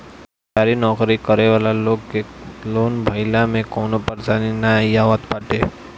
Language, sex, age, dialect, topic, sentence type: Bhojpuri, male, 60-100, Northern, banking, statement